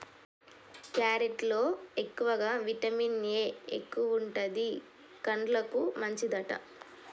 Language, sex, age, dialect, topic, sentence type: Telugu, female, 18-24, Telangana, agriculture, statement